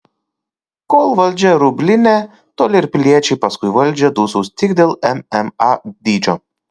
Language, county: Lithuanian, Kaunas